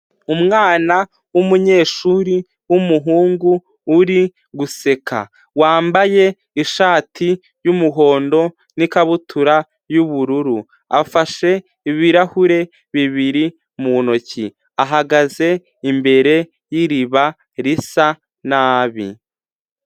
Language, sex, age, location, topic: Kinyarwanda, male, 18-24, Huye, health